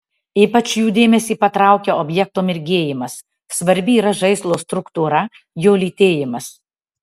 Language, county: Lithuanian, Tauragė